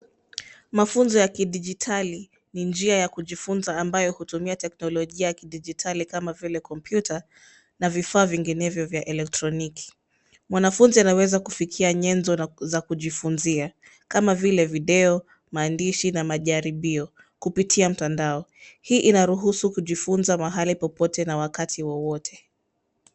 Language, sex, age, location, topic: Swahili, female, 25-35, Nairobi, education